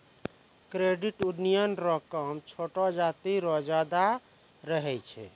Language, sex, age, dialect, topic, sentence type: Maithili, male, 41-45, Angika, banking, statement